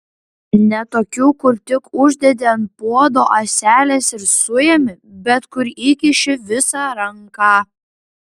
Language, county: Lithuanian, Klaipėda